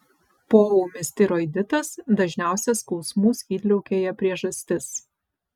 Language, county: Lithuanian, Vilnius